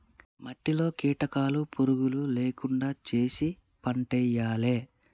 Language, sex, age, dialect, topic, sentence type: Telugu, male, 31-35, Telangana, agriculture, statement